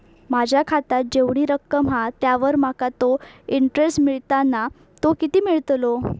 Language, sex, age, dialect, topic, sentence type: Marathi, female, 18-24, Southern Konkan, banking, question